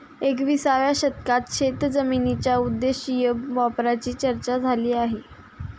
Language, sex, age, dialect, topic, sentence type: Marathi, female, 18-24, Standard Marathi, agriculture, statement